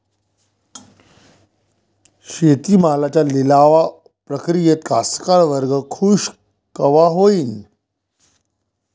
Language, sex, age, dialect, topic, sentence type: Marathi, male, 41-45, Varhadi, agriculture, question